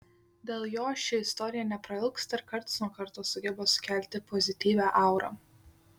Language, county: Lithuanian, Šiauliai